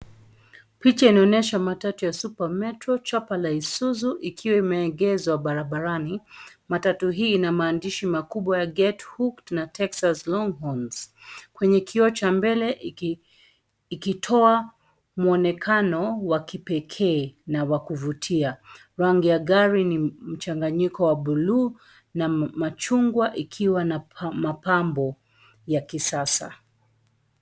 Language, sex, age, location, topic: Swahili, female, 36-49, Nairobi, government